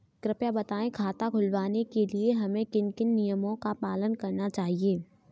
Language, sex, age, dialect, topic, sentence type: Hindi, female, 18-24, Kanauji Braj Bhasha, banking, question